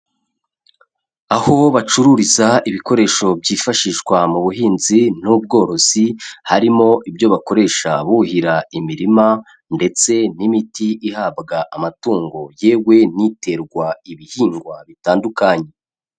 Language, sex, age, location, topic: Kinyarwanda, male, 25-35, Kigali, agriculture